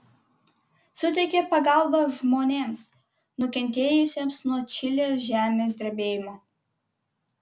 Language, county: Lithuanian, Kaunas